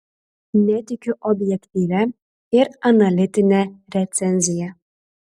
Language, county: Lithuanian, Alytus